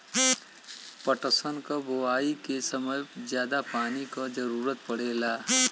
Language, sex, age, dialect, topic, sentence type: Bhojpuri, male, <18, Western, agriculture, statement